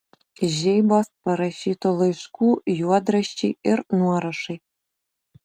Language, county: Lithuanian, Utena